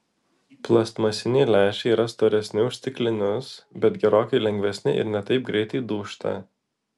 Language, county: Lithuanian, Vilnius